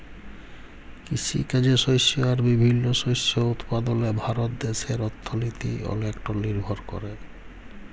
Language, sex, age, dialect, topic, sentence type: Bengali, male, 18-24, Jharkhandi, agriculture, statement